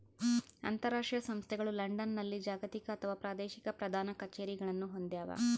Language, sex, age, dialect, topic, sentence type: Kannada, female, 31-35, Central, banking, statement